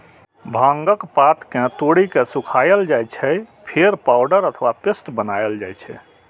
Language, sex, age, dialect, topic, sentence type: Maithili, male, 41-45, Eastern / Thethi, agriculture, statement